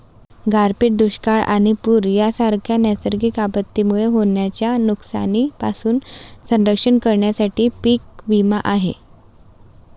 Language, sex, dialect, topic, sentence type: Marathi, female, Varhadi, banking, statement